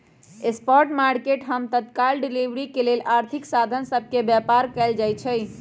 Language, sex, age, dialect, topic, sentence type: Magahi, male, 18-24, Western, banking, statement